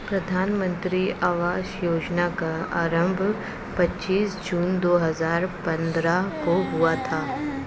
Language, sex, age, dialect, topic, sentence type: Hindi, female, 18-24, Marwari Dhudhari, banking, statement